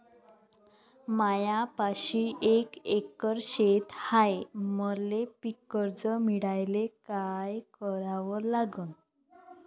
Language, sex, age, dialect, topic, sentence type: Marathi, female, 25-30, Varhadi, agriculture, question